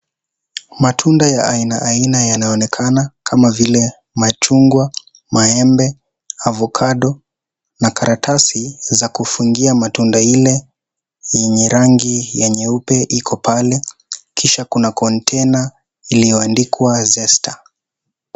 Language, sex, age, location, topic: Swahili, male, 18-24, Kisii, finance